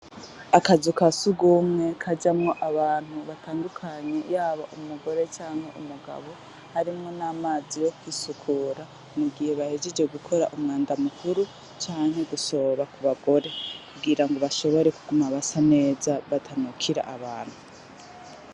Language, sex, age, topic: Rundi, female, 25-35, education